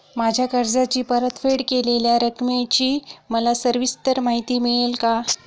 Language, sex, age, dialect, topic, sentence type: Marathi, female, 36-40, Standard Marathi, banking, question